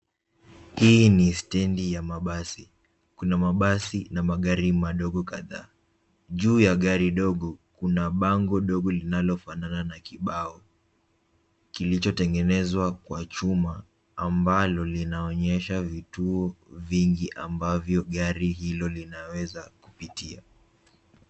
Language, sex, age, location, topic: Swahili, male, 18-24, Nairobi, government